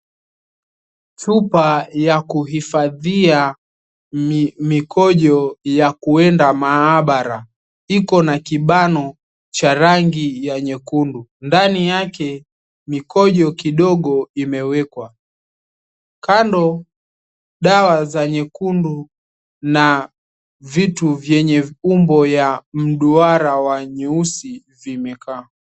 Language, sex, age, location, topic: Swahili, male, 18-24, Mombasa, health